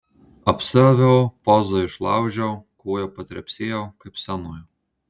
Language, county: Lithuanian, Marijampolė